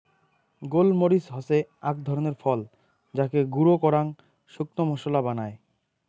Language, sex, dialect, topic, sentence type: Bengali, male, Rajbangshi, agriculture, statement